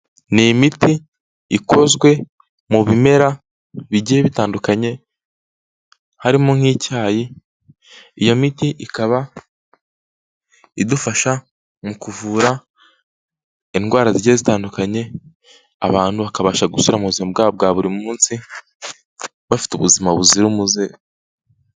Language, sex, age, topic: Kinyarwanda, male, 18-24, health